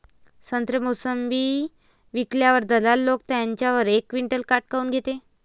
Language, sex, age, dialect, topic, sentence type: Marathi, female, 25-30, Varhadi, agriculture, question